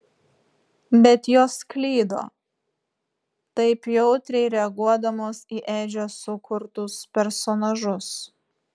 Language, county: Lithuanian, Vilnius